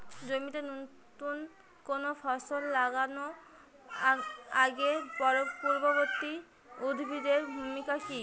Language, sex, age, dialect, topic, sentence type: Bengali, female, 25-30, Rajbangshi, agriculture, question